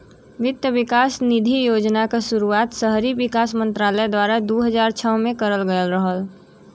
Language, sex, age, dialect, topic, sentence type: Bhojpuri, female, 18-24, Western, banking, statement